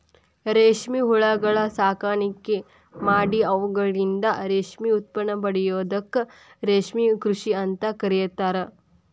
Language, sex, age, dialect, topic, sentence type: Kannada, female, 18-24, Dharwad Kannada, agriculture, statement